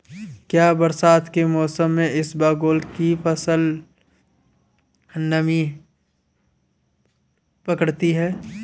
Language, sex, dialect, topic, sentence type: Hindi, male, Marwari Dhudhari, agriculture, question